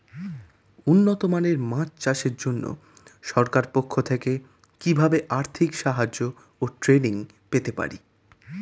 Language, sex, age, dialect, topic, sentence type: Bengali, male, 18-24, Standard Colloquial, agriculture, question